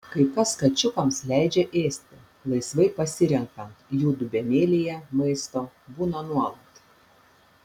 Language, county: Lithuanian, Panevėžys